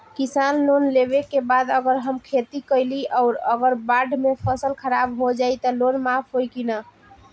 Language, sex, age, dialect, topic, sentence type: Bhojpuri, female, 18-24, Northern, banking, question